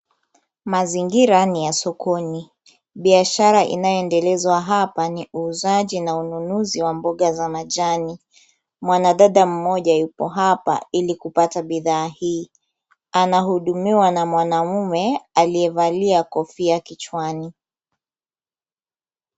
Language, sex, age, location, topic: Swahili, female, 18-24, Kisumu, finance